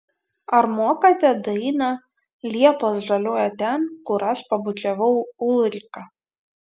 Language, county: Lithuanian, Vilnius